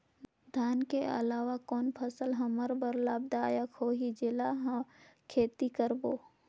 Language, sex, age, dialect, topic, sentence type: Chhattisgarhi, female, 18-24, Northern/Bhandar, agriculture, question